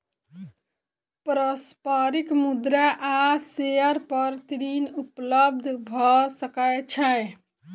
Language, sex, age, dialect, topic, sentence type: Maithili, female, 25-30, Southern/Standard, banking, statement